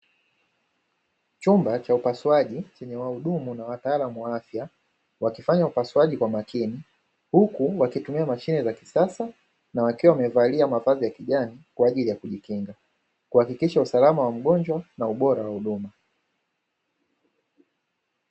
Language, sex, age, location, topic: Swahili, male, 25-35, Dar es Salaam, health